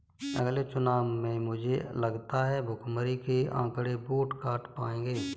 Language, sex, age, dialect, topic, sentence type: Hindi, female, 18-24, Kanauji Braj Bhasha, banking, statement